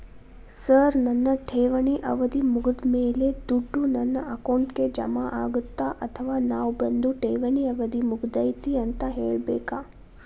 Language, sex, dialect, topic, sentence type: Kannada, female, Dharwad Kannada, banking, question